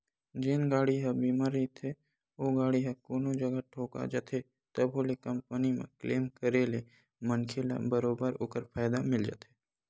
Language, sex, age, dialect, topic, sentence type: Chhattisgarhi, male, 18-24, Western/Budati/Khatahi, banking, statement